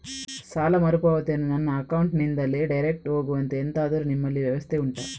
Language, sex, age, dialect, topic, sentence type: Kannada, female, 25-30, Coastal/Dakshin, banking, question